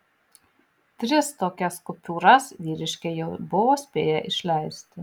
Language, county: Lithuanian, Marijampolė